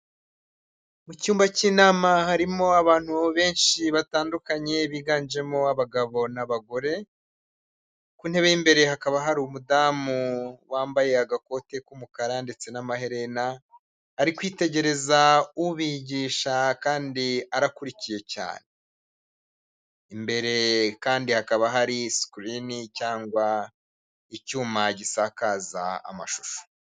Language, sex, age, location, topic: Kinyarwanda, male, 25-35, Huye, health